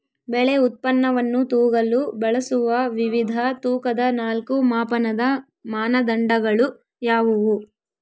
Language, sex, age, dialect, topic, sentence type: Kannada, female, 18-24, Central, agriculture, question